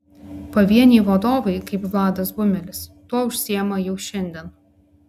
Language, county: Lithuanian, Klaipėda